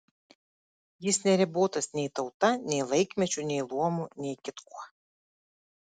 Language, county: Lithuanian, Marijampolė